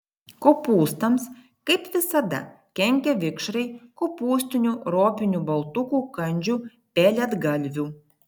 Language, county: Lithuanian, Vilnius